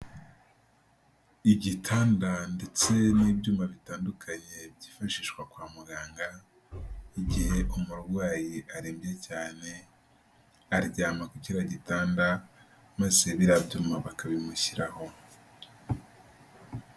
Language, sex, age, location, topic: Kinyarwanda, male, 18-24, Nyagatare, health